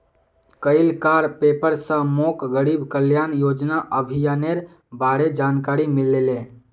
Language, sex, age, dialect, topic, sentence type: Magahi, female, 56-60, Northeastern/Surjapuri, banking, statement